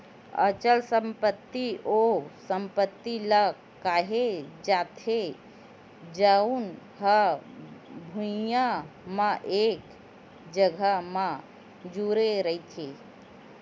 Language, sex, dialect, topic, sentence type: Chhattisgarhi, female, Western/Budati/Khatahi, banking, statement